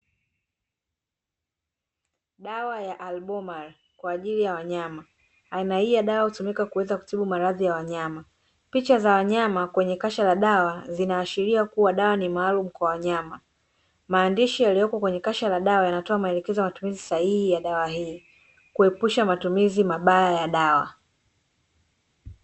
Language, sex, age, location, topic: Swahili, female, 25-35, Dar es Salaam, agriculture